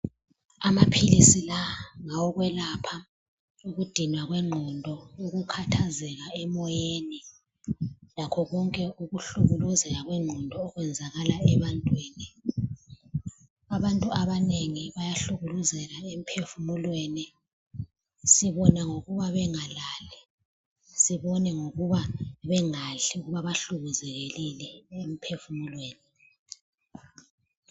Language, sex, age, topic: North Ndebele, female, 36-49, health